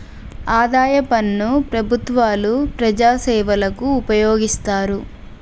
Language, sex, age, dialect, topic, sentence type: Telugu, female, 25-30, Telangana, banking, statement